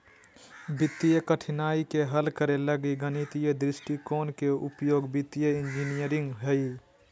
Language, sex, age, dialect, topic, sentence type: Magahi, male, 41-45, Southern, banking, statement